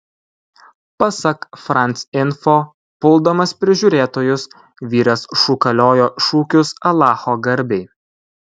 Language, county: Lithuanian, Kaunas